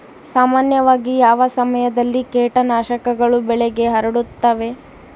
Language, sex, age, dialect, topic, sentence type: Kannada, female, 18-24, Central, agriculture, question